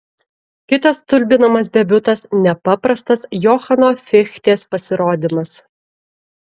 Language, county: Lithuanian, Klaipėda